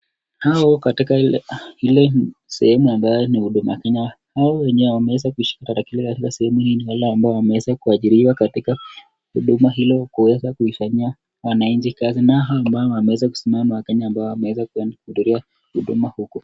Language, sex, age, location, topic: Swahili, male, 25-35, Nakuru, government